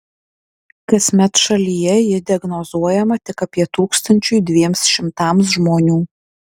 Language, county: Lithuanian, Alytus